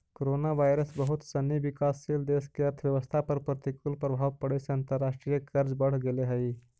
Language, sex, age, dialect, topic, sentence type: Magahi, male, 25-30, Central/Standard, banking, statement